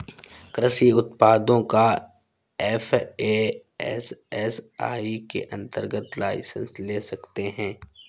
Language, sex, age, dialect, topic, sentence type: Hindi, male, 51-55, Awadhi Bundeli, agriculture, statement